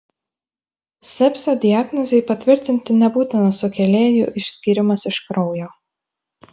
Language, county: Lithuanian, Vilnius